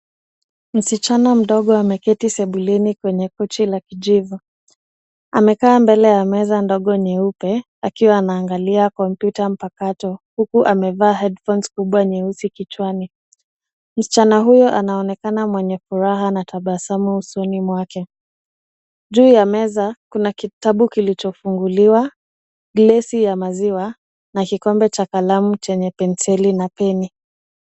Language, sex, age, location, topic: Swahili, female, 25-35, Nairobi, education